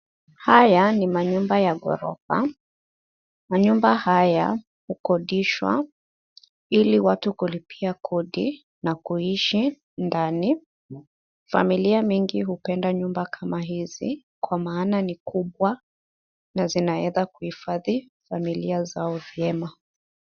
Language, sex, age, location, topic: Swahili, female, 25-35, Nairobi, finance